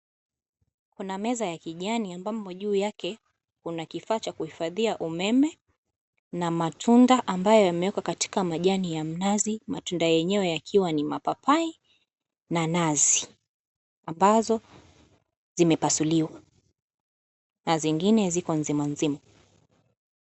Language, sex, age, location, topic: Swahili, female, 18-24, Mombasa, agriculture